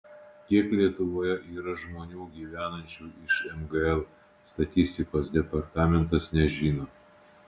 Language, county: Lithuanian, Utena